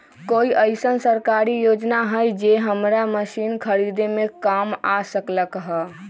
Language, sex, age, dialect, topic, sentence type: Magahi, female, 18-24, Western, agriculture, question